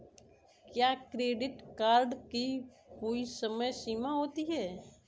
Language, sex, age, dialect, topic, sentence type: Hindi, female, 25-30, Kanauji Braj Bhasha, banking, question